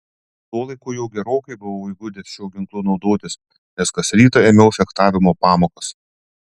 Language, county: Lithuanian, Panevėžys